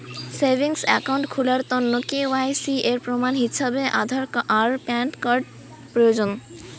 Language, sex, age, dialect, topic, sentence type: Bengali, female, 18-24, Rajbangshi, banking, statement